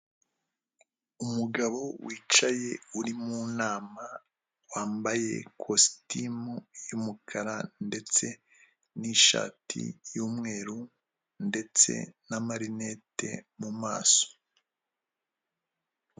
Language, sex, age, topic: Kinyarwanda, male, 25-35, government